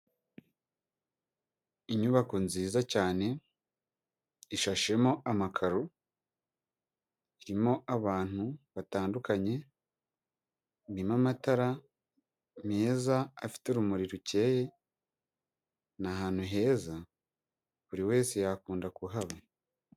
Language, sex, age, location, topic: Kinyarwanda, male, 25-35, Huye, finance